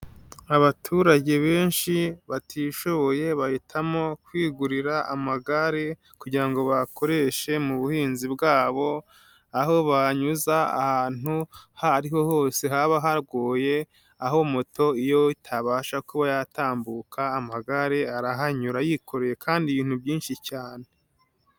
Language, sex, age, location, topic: Kinyarwanda, male, 18-24, Nyagatare, agriculture